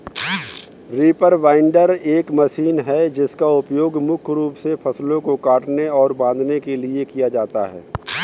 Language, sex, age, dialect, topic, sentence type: Hindi, male, 31-35, Kanauji Braj Bhasha, agriculture, statement